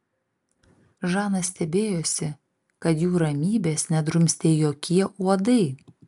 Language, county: Lithuanian, Vilnius